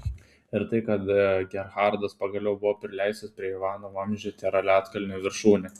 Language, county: Lithuanian, Telšiai